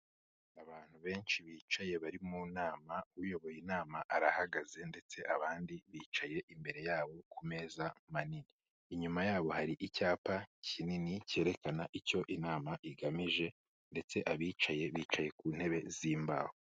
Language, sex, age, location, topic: Kinyarwanda, male, 25-35, Kigali, health